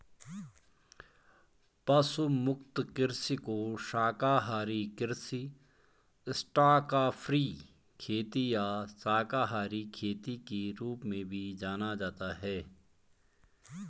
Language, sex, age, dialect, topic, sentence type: Hindi, male, 46-50, Garhwali, agriculture, statement